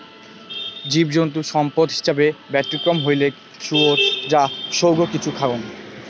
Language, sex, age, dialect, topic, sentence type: Bengali, male, 18-24, Rajbangshi, agriculture, statement